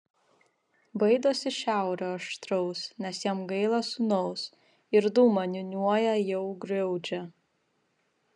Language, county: Lithuanian, Vilnius